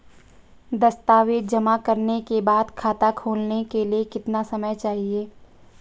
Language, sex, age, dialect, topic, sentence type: Hindi, female, 25-30, Marwari Dhudhari, banking, question